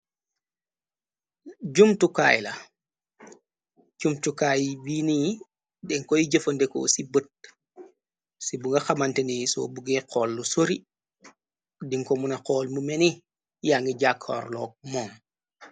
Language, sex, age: Wolof, male, 25-35